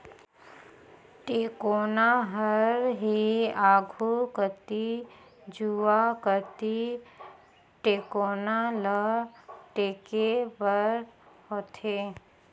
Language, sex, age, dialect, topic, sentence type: Chhattisgarhi, female, 36-40, Northern/Bhandar, agriculture, statement